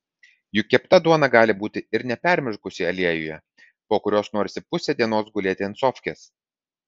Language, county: Lithuanian, Vilnius